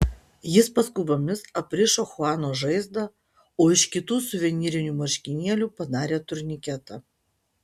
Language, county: Lithuanian, Utena